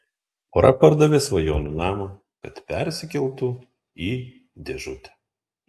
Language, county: Lithuanian, Kaunas